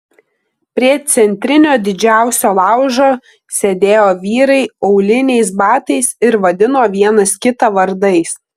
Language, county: Lithuanian, Klaipėda